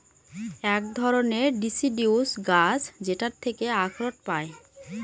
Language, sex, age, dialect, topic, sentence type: Bengali, female, 18-24, Northern/Varendri, agriculture, statement